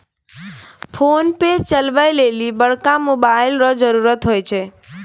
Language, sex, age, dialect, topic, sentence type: Maithili, female, 25-30, Angika, banking, statement